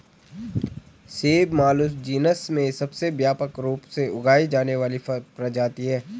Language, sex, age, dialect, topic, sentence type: Hindi, male, 18-24, Garhwali, agriculture, statement